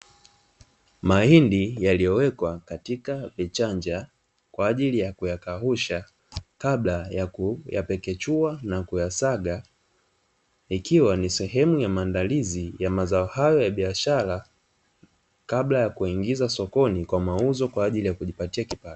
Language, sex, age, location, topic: Swahili, male, 25-35, Dar es Salaam, agriculture